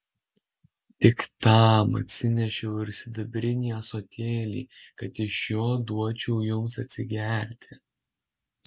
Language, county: Lithuanian, Alytus